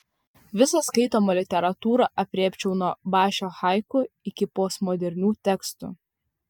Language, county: Lithuanian, Vilnius